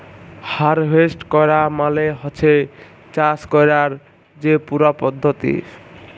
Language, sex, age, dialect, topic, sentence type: Bengali, male, 18-24, Jharkhandi, agriculture, statement